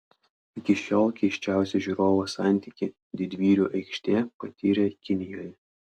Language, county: Lithuanian, Klaipėda